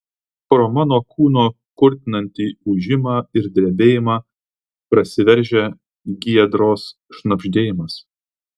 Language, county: Lithuanian, Vilnius